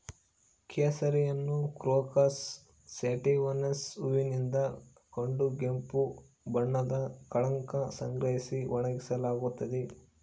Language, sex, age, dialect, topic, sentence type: Kannada, male, 25-30, Central, agriculture, statement